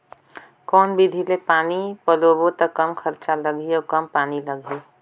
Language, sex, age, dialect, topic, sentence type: Chhattisgarhi, female, 25-30, Northern/Bhandar, agriculture, question